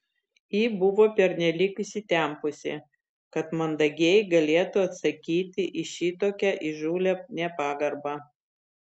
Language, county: Lithuanian, Vilnius